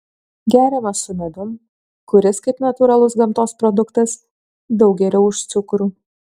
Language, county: Lithuanian, Kaunas